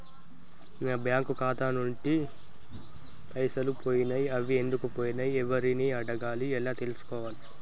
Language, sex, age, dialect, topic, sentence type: Telugu, male, 18-24, Telangana, banking, question